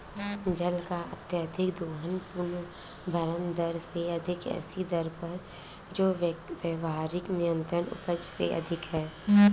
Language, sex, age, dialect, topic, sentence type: Hindi, female, 18-24, Awadhi Bundeli, agriculture, statement